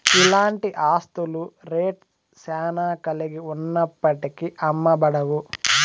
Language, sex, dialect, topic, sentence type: Telugu, male, Southern, banking, statement